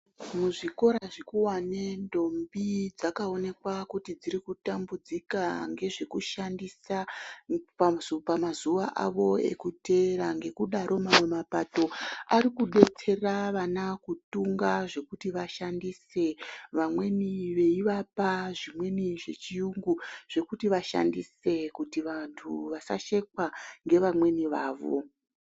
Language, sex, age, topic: Ndau, female, 36-49, health